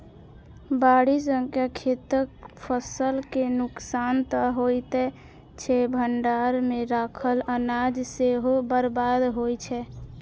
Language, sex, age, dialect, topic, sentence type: Maithili, female, 41-45, Eastern / Thethi, agriculture, statement